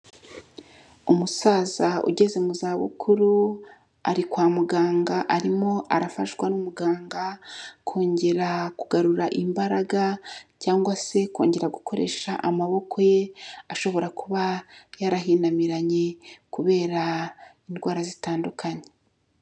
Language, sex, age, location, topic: Kinyarwanda, female, 36-49, Kigali, health